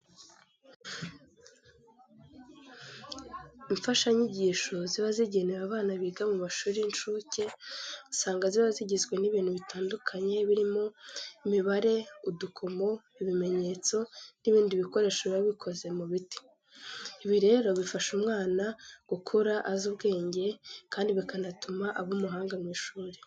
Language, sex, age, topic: Kinyarwanda, female, 18-24, education